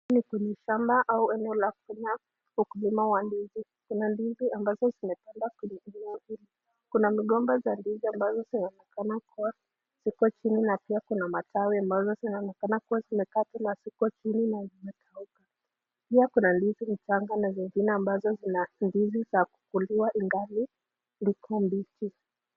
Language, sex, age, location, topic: Swahili, female, 25-35, Nakuru, agriculture